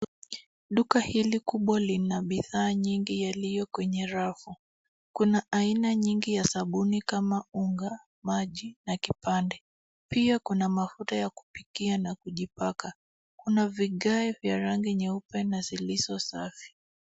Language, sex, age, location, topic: Swahili, female, 25-35, Nairobi, finance